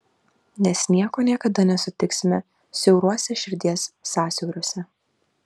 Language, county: Lithuanian, Vilnius